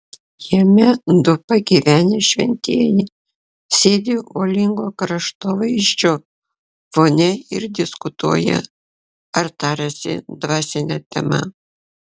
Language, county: Lithuanian, Klaipėda